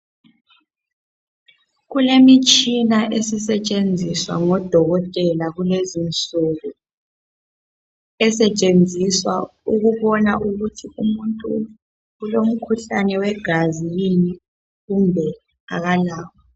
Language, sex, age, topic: North Ndebele, female, 18-24, health